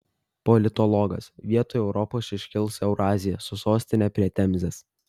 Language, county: Lithuanian, Kaunas